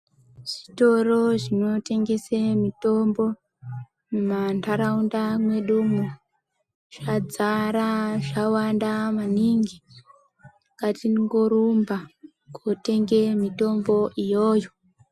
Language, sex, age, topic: Ndau, female, 25-35, health